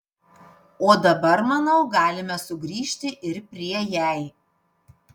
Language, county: Lithuanian, Panevėžys